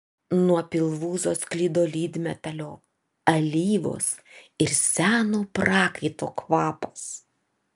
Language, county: Lithuanian, Vilnius